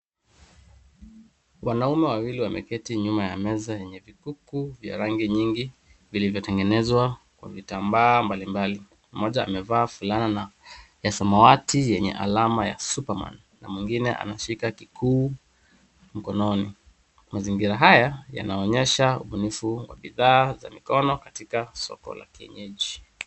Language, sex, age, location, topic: Swahili, male, 36-49, Nairobi, finance